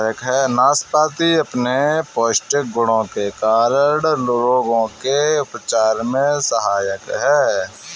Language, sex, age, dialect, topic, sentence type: Hindi, male, 18-24, Kanauji Braj Bhasha, agriculture, statement